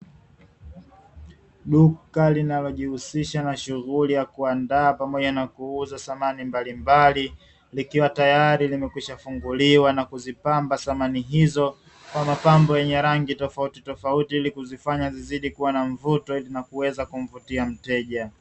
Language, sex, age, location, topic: Swahili, male, 25-35, Dar es Salaam, finance